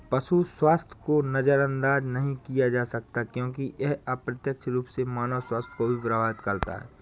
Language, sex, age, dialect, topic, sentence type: Hindi, male, 18-24, Awadhi Bundeli, agriculture, statement